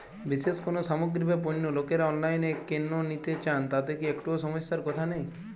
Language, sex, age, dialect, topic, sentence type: Bengali, male, 18-24, Jharkhandi, agriculture, question